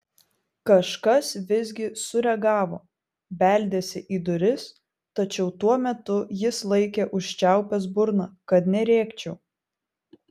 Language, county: Lithuanian, Vilnius